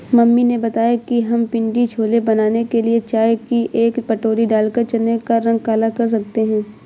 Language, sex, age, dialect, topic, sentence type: Hindi, female, 25-30, Awadhi Bundeli, agriculture, statement